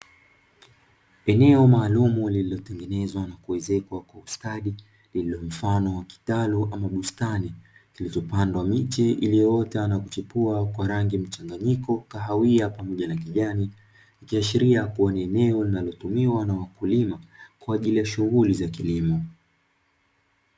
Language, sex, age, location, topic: Swahili, male, 25-35, Dar es Salaam, agriculture